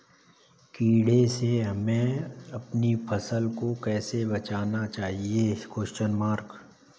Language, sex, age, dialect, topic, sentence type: Hindi, male, 18-24, Kanauji Braj Bhasha, agriculture, question